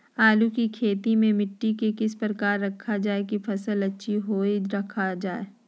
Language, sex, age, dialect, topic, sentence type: Magahi, female, 51-55, Southern, agriculture, question